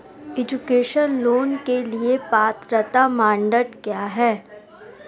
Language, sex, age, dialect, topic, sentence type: Hindi, female, 18-24, Marwari Dhudhari, banking, question